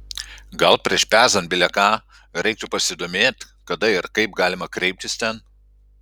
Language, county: Lithuanian, Klaipėda